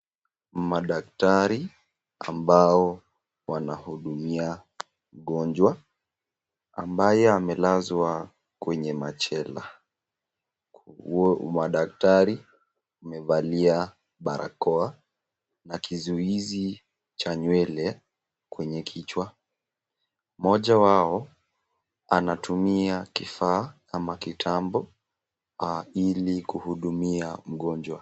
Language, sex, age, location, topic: Swahili, female, 36-49, Nakuru, health